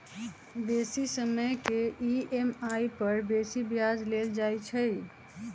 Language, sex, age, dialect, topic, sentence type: Magahi, female, 31-35, Western, banking, statement